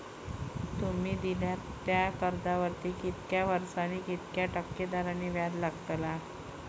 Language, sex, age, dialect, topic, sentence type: Marathi, female, 25-30, Southern Konkan, banking, question